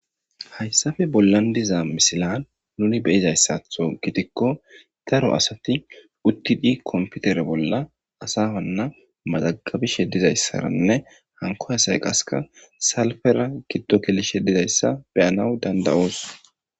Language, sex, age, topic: Gamo, male, 18-24, government